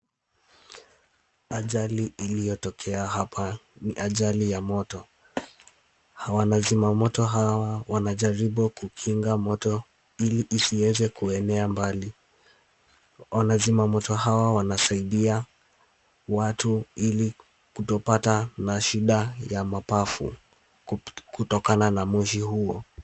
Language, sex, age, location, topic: Swahili, male, 18-24, Kisumu, health